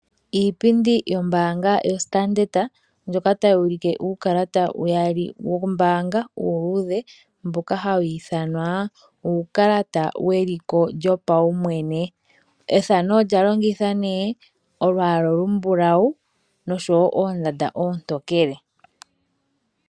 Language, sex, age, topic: Oshiwambo, female, 25-35, finance